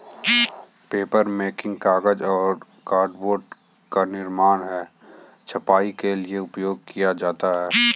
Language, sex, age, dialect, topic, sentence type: Hindi, male, 18-24, Kanauji Braj Bhasha, agriculture, statement